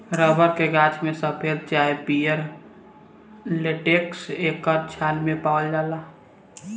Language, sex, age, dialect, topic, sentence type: Bhojpuri, male, <18, Southern / Standard, agriculture, statement